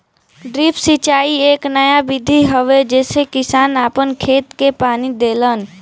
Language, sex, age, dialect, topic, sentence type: Bhojpuri, female, <18, Western, agriculture, statement